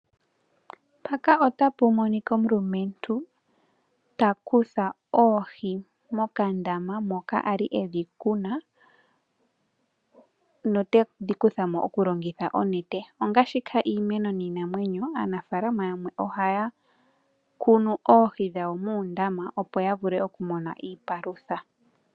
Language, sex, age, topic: Oshiwambo, female, 18-24, agriculture